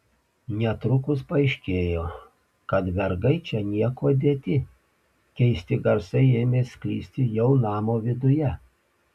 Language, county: Lithuanian, Panevėžys